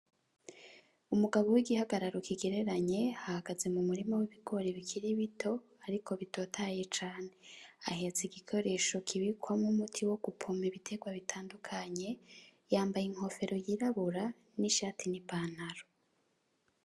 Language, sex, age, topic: Rundi, female, 25-35, agriculture